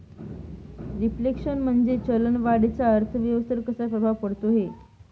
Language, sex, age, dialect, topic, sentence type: Marathi, female, 18-24, Northern Konkan, banking, statement